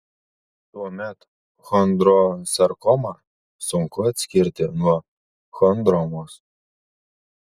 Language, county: Lithuanian, Marijampolė